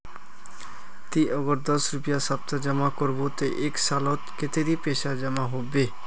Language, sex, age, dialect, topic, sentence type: Magahi, male, 25-30, Northeastern/Surjapuri, banking, question